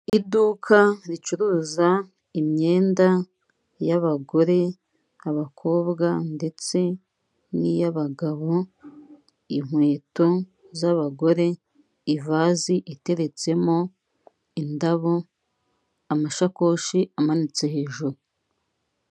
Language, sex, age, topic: Kinyarwanda, female, 36-49, finance